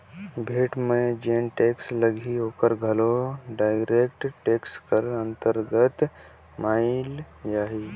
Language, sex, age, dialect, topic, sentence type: Chhattisgarhi, male, 18-24, Northern/Bhandar, banking, statement